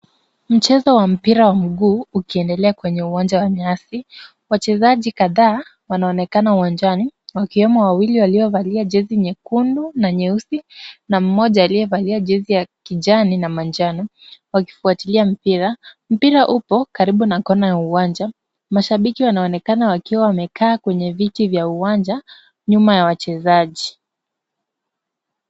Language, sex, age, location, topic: Swahili, female, 25-35, Kisumu, government